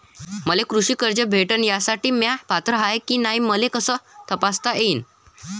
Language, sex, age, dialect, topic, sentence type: Marathi, male, 18-24, Varhadi, banking, question